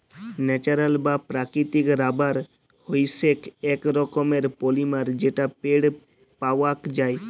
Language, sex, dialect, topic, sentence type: Bengali, male, Jharkhandi, agriculture, statement